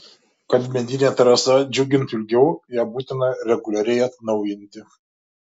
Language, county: Lithuanian, Šiauliai